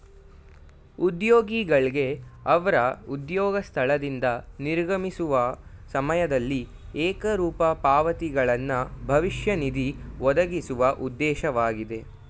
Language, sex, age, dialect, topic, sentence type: Kannada, male, 18-24, Mysore Kannada, banking, statement